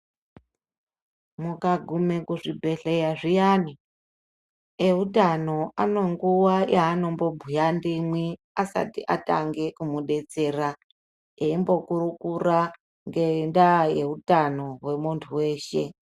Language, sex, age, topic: Ndau, male, 50+, health